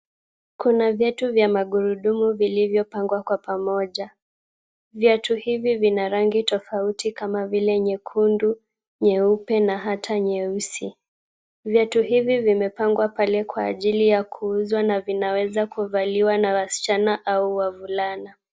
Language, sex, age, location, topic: Swahili, female, 18-24, Kisumu, finance